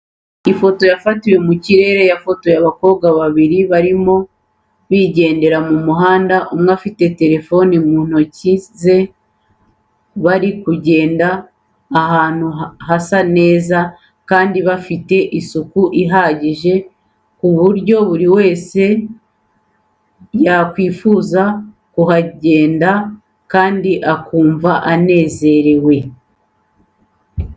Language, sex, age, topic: Kinyarwanda, female, 36-49, education